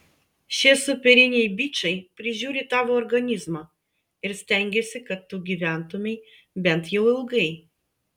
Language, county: Lithuanian, Vilnius